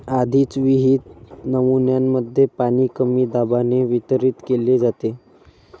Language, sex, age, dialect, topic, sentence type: Marathi, female, 18-24, Varhadi, agriculture, statement